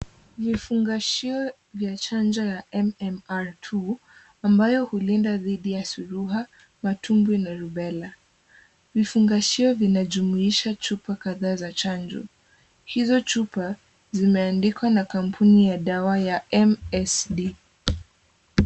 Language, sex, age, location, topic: Swahili, female, 18-24, Kisumu, health